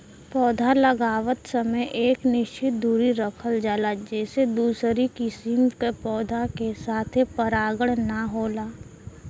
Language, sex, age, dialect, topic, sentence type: Bhojpuri, female, 18-24, Western, agriculture, statement